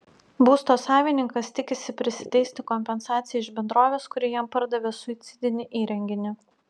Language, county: Lithuanian, Utena